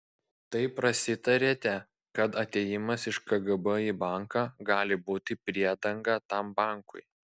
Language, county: Lithuanian, Klaipėda